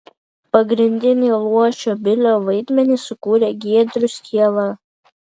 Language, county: Lithuanian, Vilnius